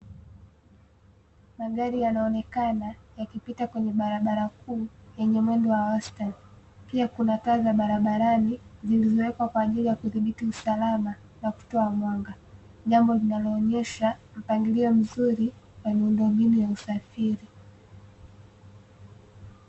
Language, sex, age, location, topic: Swahili, female, 18-24, Dar es Salaam, government